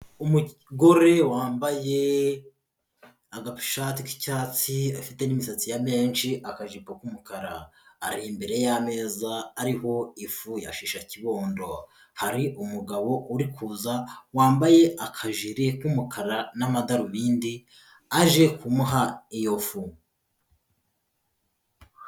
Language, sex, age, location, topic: Kinyarwanda, male, 18-24, Kigali, health